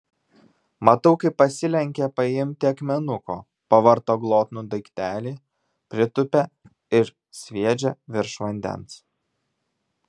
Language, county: Lithuanian, Vilnius